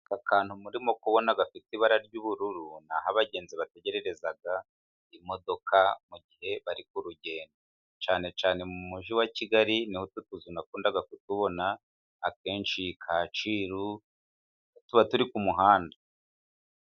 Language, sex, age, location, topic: Kinyarwanda, male, 36-49, Musanze, government